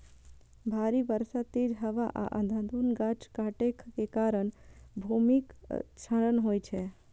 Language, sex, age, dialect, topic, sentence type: Maithili, female, 25-30, Eastern / Thethi, agriculture, statement